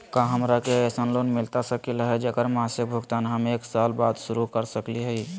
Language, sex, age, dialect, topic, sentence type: Magahi, male, 18-24, Southern, banking, question